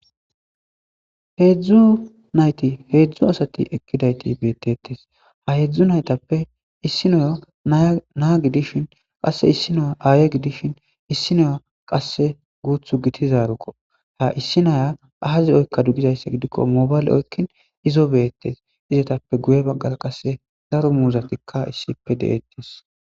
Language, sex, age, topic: Gamo, male, 18-24, agriculture